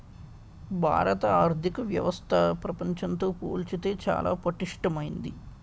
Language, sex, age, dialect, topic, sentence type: Telugu, male, 18-24, Utterandhra, banking, statement